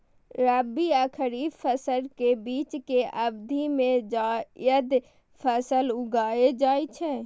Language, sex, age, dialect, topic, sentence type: Maithili, female, 36-40, Eastern / Thethi, agriculture, statement